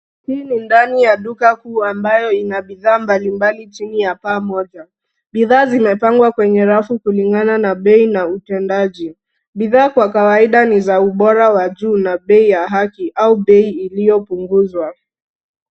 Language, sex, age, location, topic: Swahili, female, 36-49, Nairobi, finance